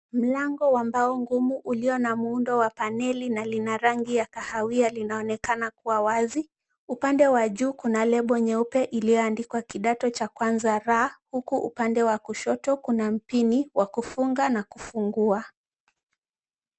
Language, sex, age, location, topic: Swahili, female, 25-35, Kisumu, education